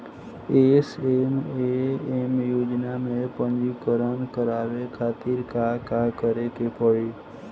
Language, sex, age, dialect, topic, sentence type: Bhojpuri, female, 18-24, Southern / Standard, agriculture, question